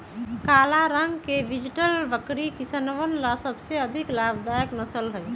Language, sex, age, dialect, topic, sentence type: Magahi, female, 31-35, Western, agriculture, statement